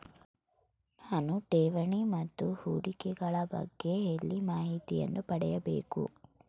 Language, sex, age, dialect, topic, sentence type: Kannada, female, 18-24, Mysore Kannada, banking, question